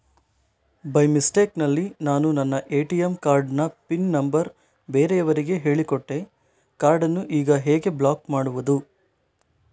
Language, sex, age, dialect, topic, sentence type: Kannada, male, 18-24, Coastal/Dakshin, banking, question